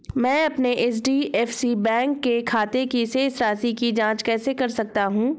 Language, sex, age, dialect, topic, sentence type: Hindi, female, 36-40, Awadhi Bundeli, banking, question